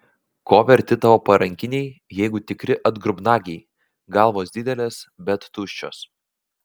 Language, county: Lithuanian, Vilnius